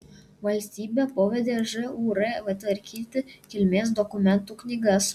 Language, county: Lithuanian, Kaunas